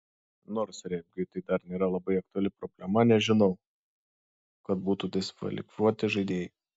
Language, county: Lithuanian, Šiauliai